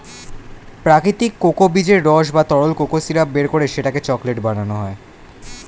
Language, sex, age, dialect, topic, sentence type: Bengali, male, 18-24, Standard Colloquial, agriculture, statement